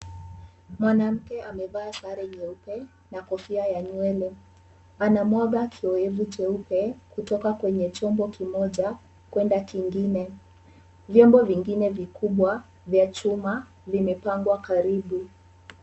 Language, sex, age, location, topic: Swahili, male, 18-24, Kisumu, agriculture